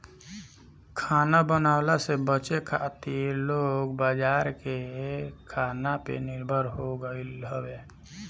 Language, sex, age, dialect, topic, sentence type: Bhojpuri, male, 18-24, Northern, agriculture, statement